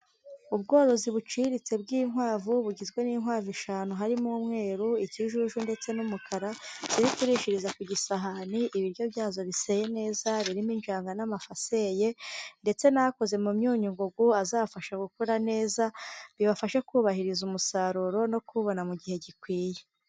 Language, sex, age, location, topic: Kinyarwanda, female, 18-24, Huye, agriculture